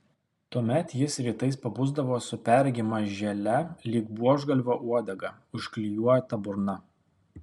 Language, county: Lithuanian, Kaunas